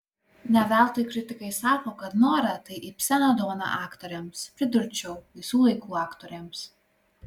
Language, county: Lithuanian, Klaipėda